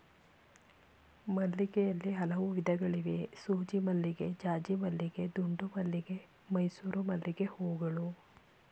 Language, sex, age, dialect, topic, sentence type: Kannada, female, 25-30, Mysore Kannada, agriculture, statement